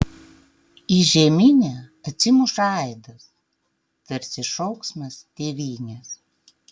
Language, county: Lithuanian, Tauragė